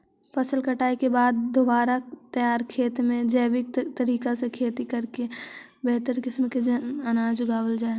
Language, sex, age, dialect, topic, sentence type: Magahi, female, 25-30, Central/Standard, agriculture, statement